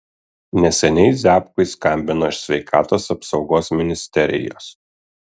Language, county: Lithuanian, Kaunas